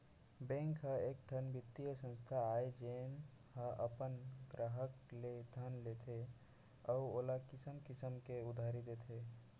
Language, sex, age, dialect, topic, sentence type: Chhattisgarhi, male, 56-60, Central, banking, statement